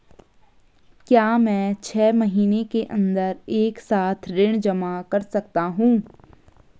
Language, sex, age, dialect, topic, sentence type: Hindi, female, 18-24, Garhwali, banking, question